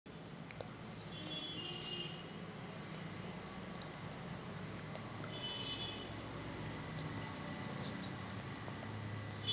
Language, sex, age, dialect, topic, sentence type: Marathi, female, 25-30, Varhadi, agriculture, question